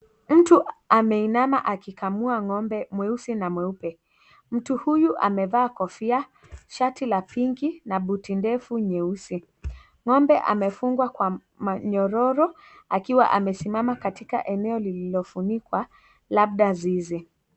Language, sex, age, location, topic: Swahili, female, 18-24, Kisii, agriculture